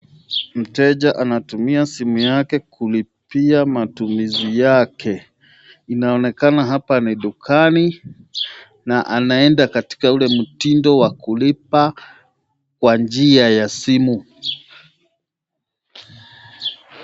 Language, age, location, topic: Swahili, 36-49, Nakuru, finance